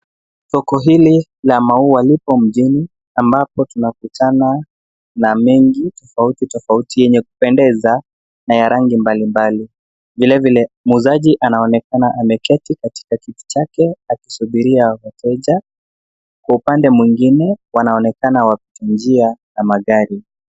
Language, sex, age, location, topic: Swahili, male, 25-35, Nairobi, finance